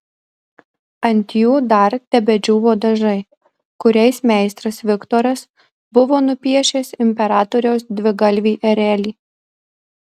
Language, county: Lithuanian, Marijampolė